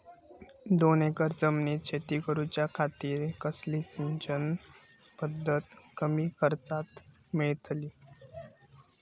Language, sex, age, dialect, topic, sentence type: Marathi, male, 18-24, Southern Konkan, agriculture, question